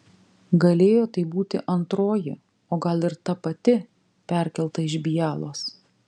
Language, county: Lithuanian, Vilnius